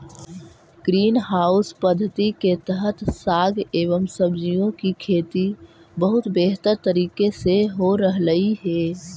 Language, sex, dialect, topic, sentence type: Magahi, female, Central/Standard, agriculture, statement